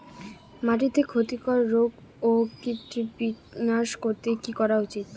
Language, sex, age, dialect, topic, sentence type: Bengali, female, 31-35, Rajbangshi, agriculture, question